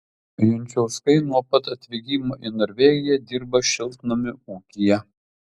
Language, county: Lithuanian, Utena